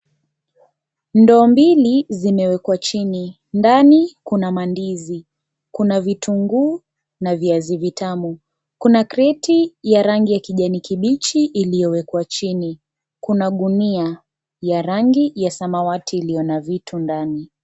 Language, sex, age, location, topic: Swahili, female, 25-35, Kisii, finance